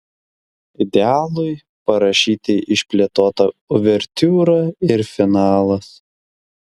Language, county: Lithuanian, Klaipėda